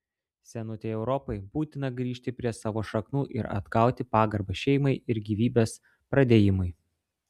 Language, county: Lithuanian, Klaipėda